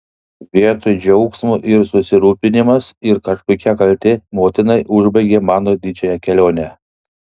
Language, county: Lithuanian, Panevėžys